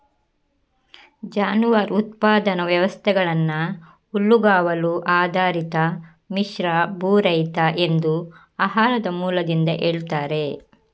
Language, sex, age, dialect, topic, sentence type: Kannada, female, 25-30, Coastal/Dakshin, agriculture, statement